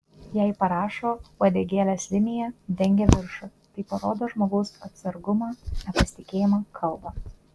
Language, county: Lithuanian, Kaunas